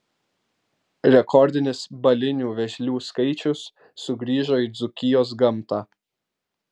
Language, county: Lithuanian, Vilnius